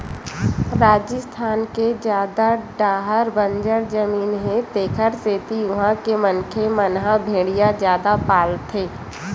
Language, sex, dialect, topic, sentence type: Chhattisgarhi, female, Western/Budati/Khatahi, agriculture, statement